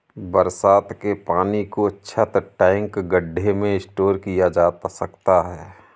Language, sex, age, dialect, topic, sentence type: Hindi, male, 31-35, Awadhi Bundeli, agriculture, statement